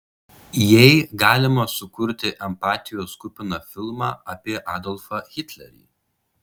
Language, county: Lithuanian, Šiauliai